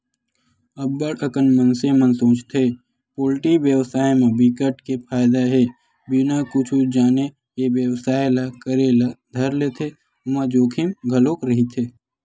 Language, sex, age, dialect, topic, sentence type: Chhattisgarhi, male, 18-24, Western/Budati/Khatahi, agriculture, statement